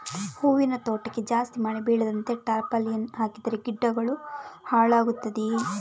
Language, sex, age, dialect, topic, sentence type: Kannada, female, 31-35, Coastal/Dakshin, agriculture, question